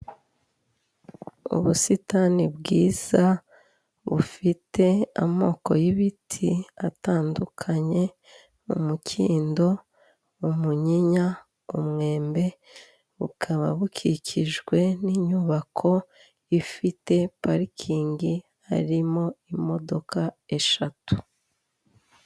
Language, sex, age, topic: Kinyarwanda, female, 36-49, health